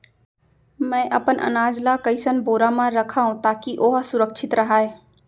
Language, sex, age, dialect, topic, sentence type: Chhattisgarhi, female, 25-30, Central, agriculture, question